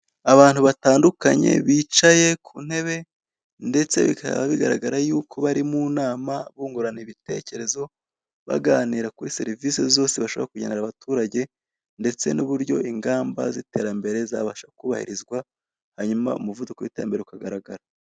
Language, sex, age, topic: Kinyarwanda, male, 25-35, government